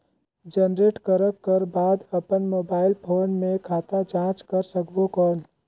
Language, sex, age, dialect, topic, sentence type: Chhattisgarhi, male, 18-24, Northern/Bhandar, banking, question